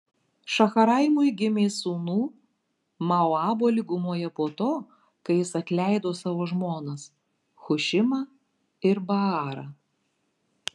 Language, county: Lithuanian, Marijampolė